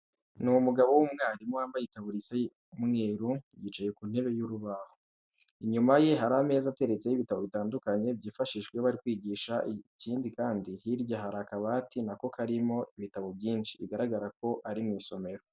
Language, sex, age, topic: Kinyarwanda, male, 18-24, education